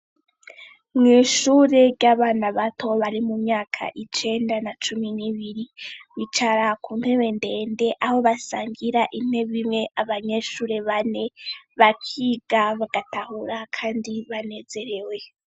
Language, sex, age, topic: Rundi, female, 18-24, education